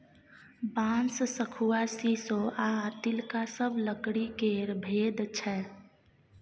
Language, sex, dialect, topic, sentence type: Maithili, female, Bajjika, agriculture, statement